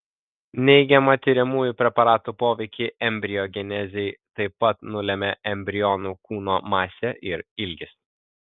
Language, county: Lithuanian, Kaunas